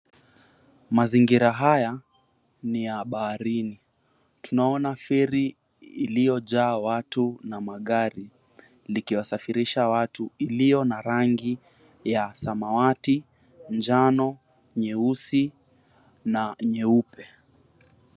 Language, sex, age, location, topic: Swahili, female, 50+, Mombasa, government